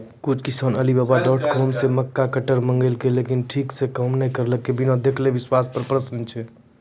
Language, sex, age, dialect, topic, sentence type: Maithili, male, 25-30, Angika, agriculture, question